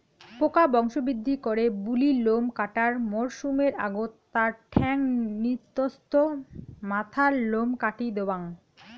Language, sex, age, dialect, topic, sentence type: Bengali, female, 31-35, Rajbangshi, agriculture, statement